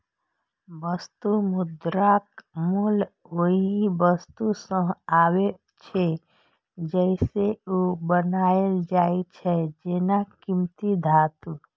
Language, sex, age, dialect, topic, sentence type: Maithili, female, 25-30, Eastern / Thethi, banking, statement